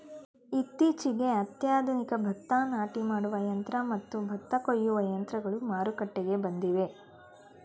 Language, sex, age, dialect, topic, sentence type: Kannada, female, 31-35, Mysore Kannada, agriculture, statement